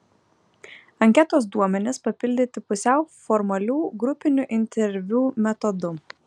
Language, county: Lithuanian, Vilnius